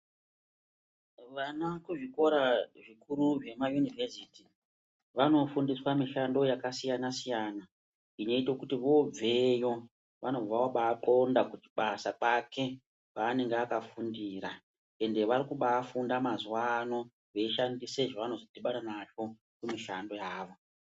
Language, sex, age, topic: Ndau, female, 36-49, education